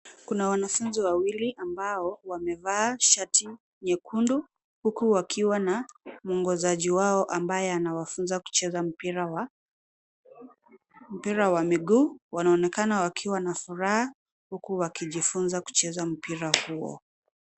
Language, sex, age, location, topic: Swahili, female, 18-24, Nairobi, education